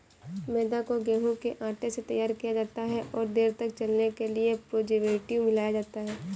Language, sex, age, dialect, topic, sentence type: Hindi, female, 18-24, Marwari Dhudhari, agriculture, statement